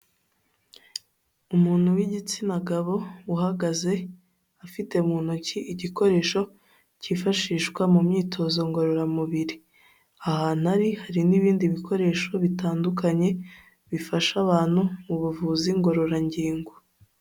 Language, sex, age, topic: Kinyarwanda, female, 18-24, health